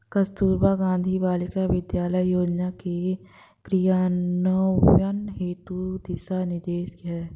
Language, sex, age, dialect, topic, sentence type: Hindi, female, 25-30, Hindustani Malvi Khadi Boli, banking, statement